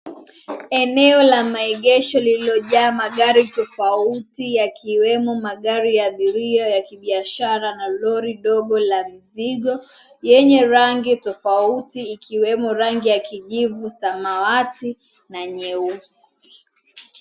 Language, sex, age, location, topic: Swahili, female, 18-24, Mombasa, finance